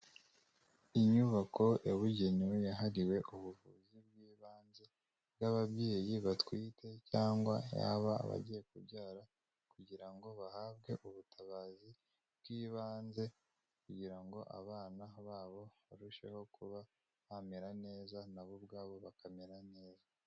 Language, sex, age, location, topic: Kinyarwanda, male, 25-35, Kigali, health